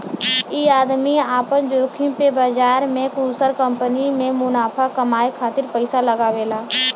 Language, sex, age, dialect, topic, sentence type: Bhojpuri, male, 18-24, Western, banking, statement